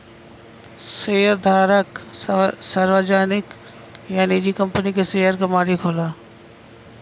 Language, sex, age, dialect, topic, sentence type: Bhojpuri, female, 41-45, Western, banking, statement